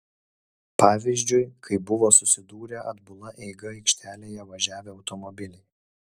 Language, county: Lithuanian, Utena